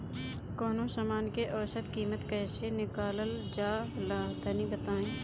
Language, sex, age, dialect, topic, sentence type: Bhojpuri, female, 25-30, Northern, agriculture, question